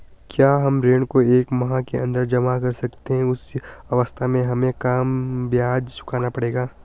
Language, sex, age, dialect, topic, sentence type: Hindi, male, 18-24, Garhwali, banking, question